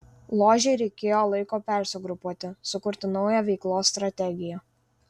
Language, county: Lithuanian, Vilnius